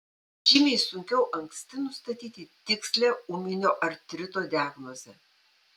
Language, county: Lithuanian, Panevėžys